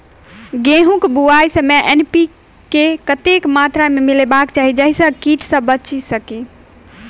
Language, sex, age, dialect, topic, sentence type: Maithili, female, 18-24, Southern/Standard, agriculture, question